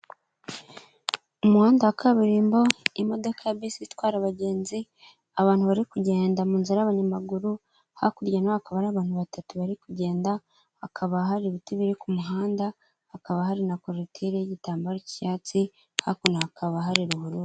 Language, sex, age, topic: Kinyarwanda, female, 25-35, government